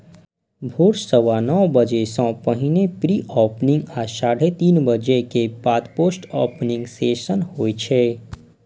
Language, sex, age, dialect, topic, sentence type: Maithili, male, 25-30, Eastern / Thethi, banking, statement